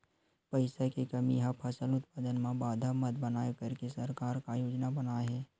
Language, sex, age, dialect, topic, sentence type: Chhattisgarhi, male, 25-30, Western/Budati/Khatahi, agriculture, question